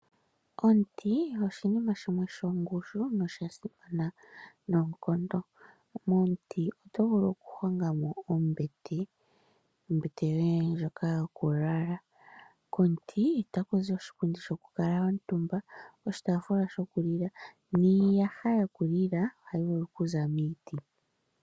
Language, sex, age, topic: Oshiwambo, female, 25-35, agriculture